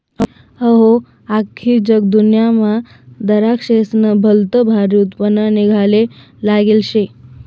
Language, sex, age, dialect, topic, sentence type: Marathi, female, 18-24, Northern Konkan, agriculture, statement